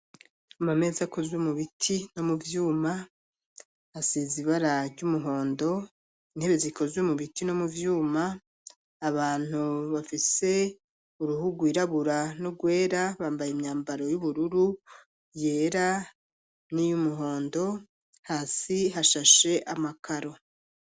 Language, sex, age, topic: Rundi, female, 36-49, education